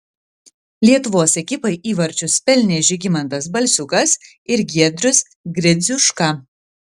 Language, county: Lithuanian, Vilnius